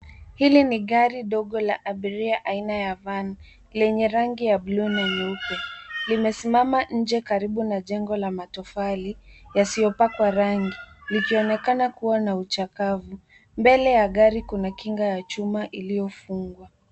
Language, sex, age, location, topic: Swahili, female, 18-24, Nairobi, finance